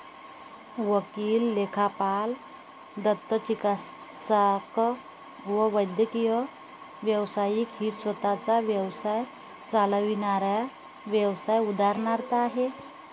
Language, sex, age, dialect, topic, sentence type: Marathi, female, 31-35, Varhadi, banking, statement